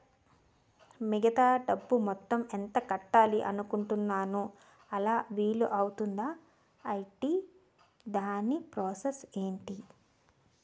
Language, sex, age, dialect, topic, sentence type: Telugu, female, 36-40, Utterandhra, banking, question